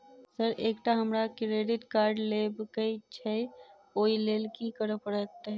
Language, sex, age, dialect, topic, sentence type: Maithili, female, 46-50, Southern/Standard, banking, question